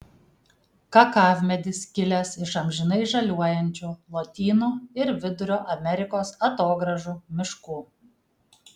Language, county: Lithuanian, Kaunas